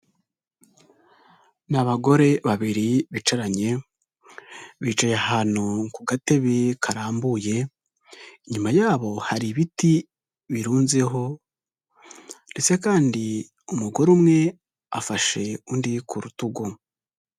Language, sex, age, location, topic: Kinyarwanda, male, 18-24, Huye, health